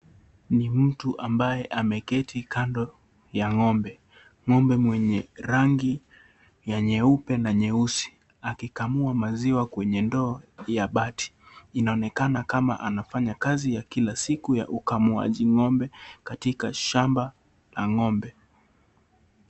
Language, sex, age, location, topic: Swahili, male, 18-24, Kisii, agriculture